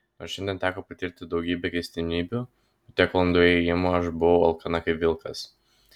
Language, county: Lithuanian, Vilnius